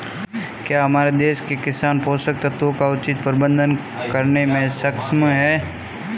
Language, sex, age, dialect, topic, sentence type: Hindi, male, 25-30, Marwari Dhudhari, agriculture, statement